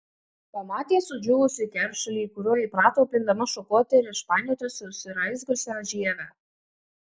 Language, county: Lithuanian, Marijampolė